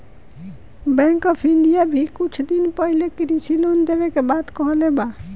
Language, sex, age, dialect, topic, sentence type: Bhojpuri, female, 18-24, Southern / Standard, banking, statement